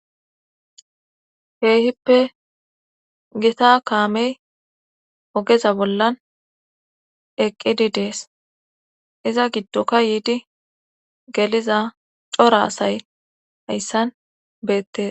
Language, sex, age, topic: Gamo, female, 18-24, government